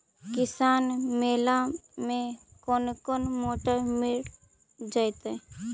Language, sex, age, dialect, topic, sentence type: Magahi, female, 46-50, Central/Standard, agriculture, question